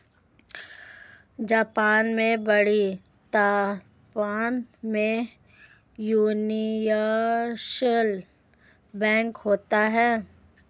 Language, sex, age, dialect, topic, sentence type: Hindi, female, 25-30, Marwari Dhudhari, banking, statement